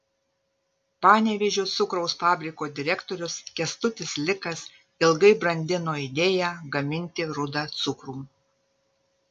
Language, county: Lithuanian, Vilnius